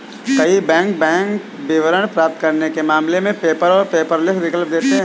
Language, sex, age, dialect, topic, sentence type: Hindi, male, 18-24, Awadhi Bundeli, banking, statement